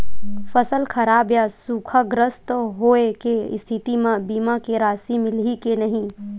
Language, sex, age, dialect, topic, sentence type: Chhattisgarhi, female, 18-24, Western/Budati/Khatahi, agriculture, question